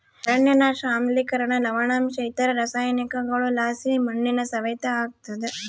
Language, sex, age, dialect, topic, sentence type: Kannada, female, 18-24, Central, agriculture, statement